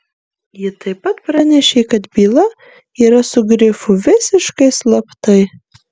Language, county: Lithuanian, Marijampolė